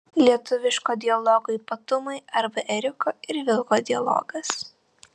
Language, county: Lithuanian, Vilnius